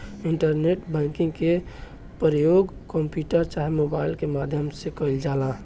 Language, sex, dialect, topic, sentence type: Bhojpuri, male, Southern / Standard, banking, statement